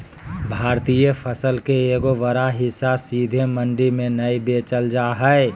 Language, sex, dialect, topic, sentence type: Magahi, male, Southern, agriculture, statement